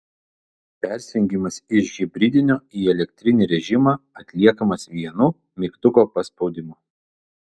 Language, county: Lithuanian, Vilnius